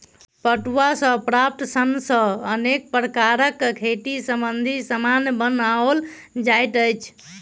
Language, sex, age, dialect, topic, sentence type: Maithili, male, 18-24, Southern/Standard, agriculture, statement